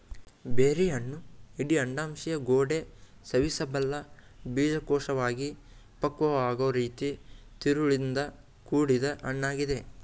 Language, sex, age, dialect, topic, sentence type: Kannada, male, 18-24, Mysore Kannada, agriculture, statement